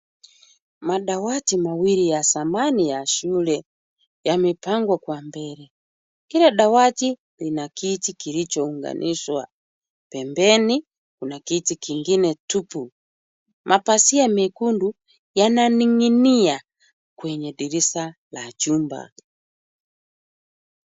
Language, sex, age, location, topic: Swahili, female, 36-49, Kisumu, education